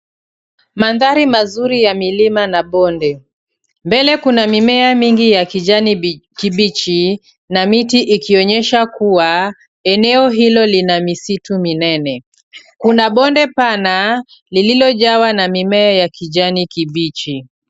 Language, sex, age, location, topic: Swahili, female, 36-49, Nairobi, health